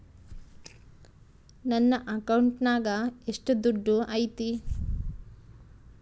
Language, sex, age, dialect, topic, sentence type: Kannada, female, 36-40, Central, banking, question